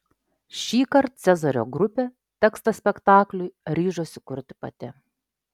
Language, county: Lithuanian, Klaipėda